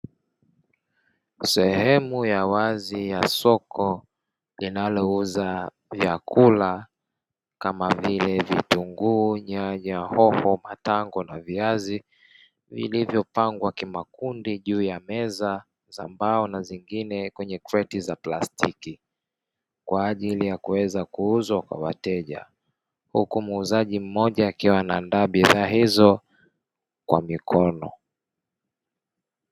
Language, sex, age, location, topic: Swahili, male, 18-24, Dar es Salaam, finance